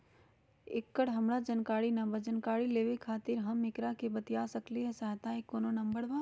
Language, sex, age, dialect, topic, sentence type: Magahi, female, 31-35, Western, banking, question